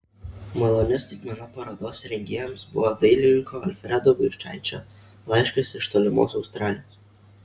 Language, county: Lithuanian, Kaunas